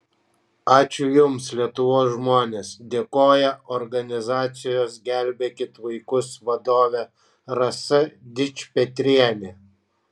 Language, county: Lithuanian, Kaunas